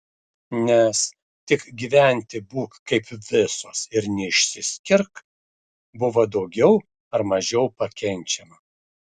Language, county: Lithuanian, Šiauliai